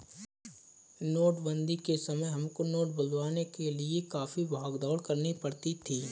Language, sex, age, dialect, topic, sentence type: Hindi, male, 25-30, Awadhi Bundeli, banking, statement